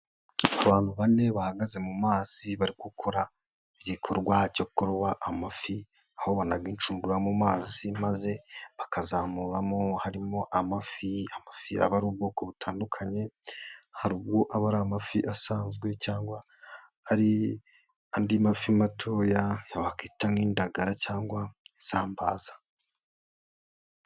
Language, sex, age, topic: Kinyarwanda, male, 18-24, agriculture